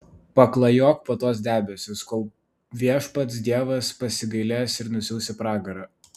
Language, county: Lithuanian, Vilnius